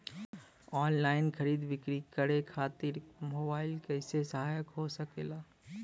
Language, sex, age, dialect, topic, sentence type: Bhojpuri, male, 18-24, Western, agriculture, question